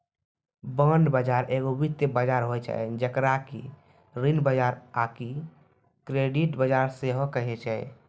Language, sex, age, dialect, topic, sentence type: Maithili, male, 18-24, Angika, banking, statement